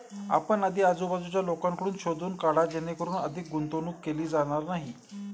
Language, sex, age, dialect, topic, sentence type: Marathi, male, 46-50, Standard Marathi, banking, statement